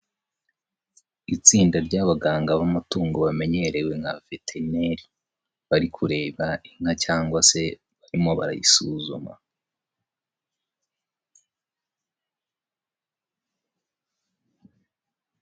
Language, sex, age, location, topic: Kinyarwanda, male, 18-24, Nyagatare, agriculture